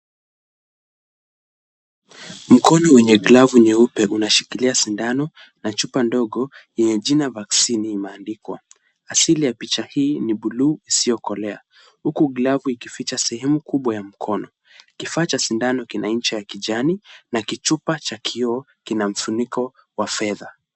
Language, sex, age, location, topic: Swahili, male, 18-24, Kisumu, health